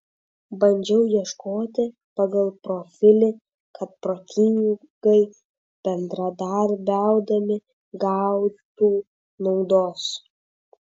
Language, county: Lithuanian, Vilnius